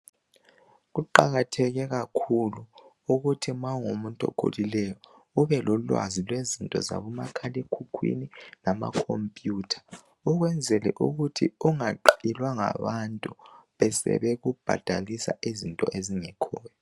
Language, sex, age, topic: North Ndebele, male, 18-24, health